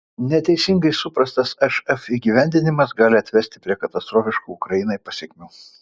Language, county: Lithuanian, Vilnius